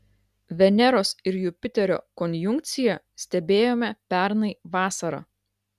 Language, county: Lithuanian, Klaipėda